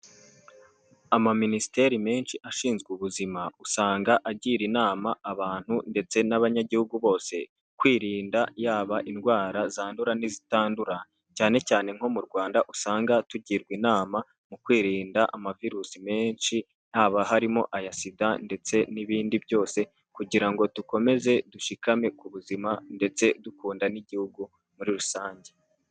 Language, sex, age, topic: Kinyarwanda, male, 18-24, health